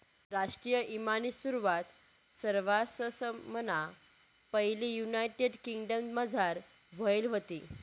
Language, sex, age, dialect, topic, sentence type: Marathi, female, 18-24, Northern Konkan, banking, statement